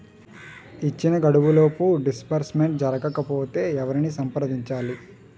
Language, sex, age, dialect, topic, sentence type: Telugu, male, 18-24, Utterandhra, banking, question